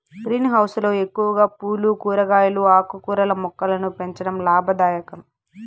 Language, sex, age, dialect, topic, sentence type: Telugu, female, 18-24, Southern, agriculture, statement